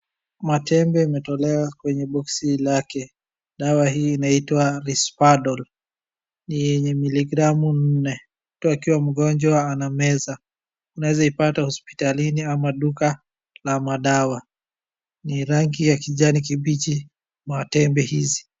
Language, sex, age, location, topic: Swahili, male, 18-24, Wajir, health